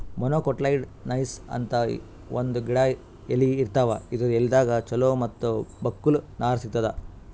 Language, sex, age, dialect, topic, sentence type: Kannada, male, 56-60, Northeastern, agriculture, statement